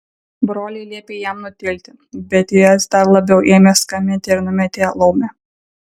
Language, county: Lithuanian, Vilnius